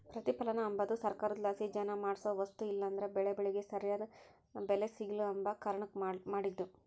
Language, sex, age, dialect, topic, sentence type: Kannada, female, 56-60, Central, banking, statement